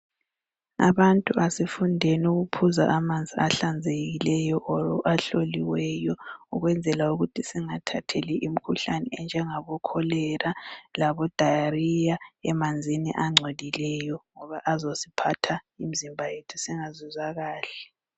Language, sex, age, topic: North Ndebele, female, 25-35, health